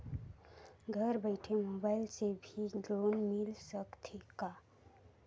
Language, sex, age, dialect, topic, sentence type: Chhattisgarhi, female, 18-24, Northern/Bhandar, banking, question